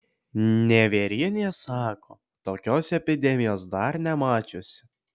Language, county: Lithuanian, Alytus